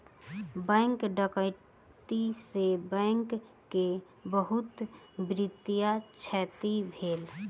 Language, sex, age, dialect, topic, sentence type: Maithili, female, 18-24, Southern/Standard, banking, statement